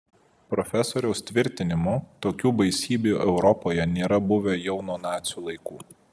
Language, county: Lithuanian, Vilnius